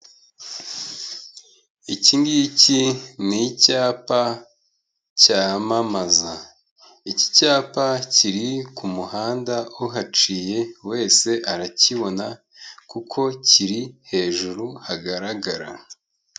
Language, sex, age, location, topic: Kinyarwanda, male, 25-35, Kigali, finance